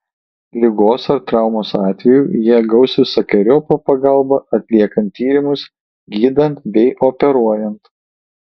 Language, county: Lithuanian, Kaunas